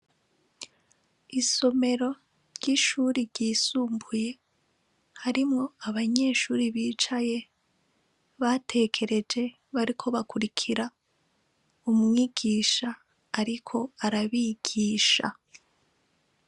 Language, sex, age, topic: Rundi, female, 25-35, education